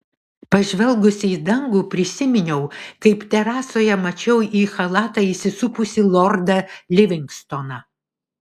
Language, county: Lithuanian, Vilnius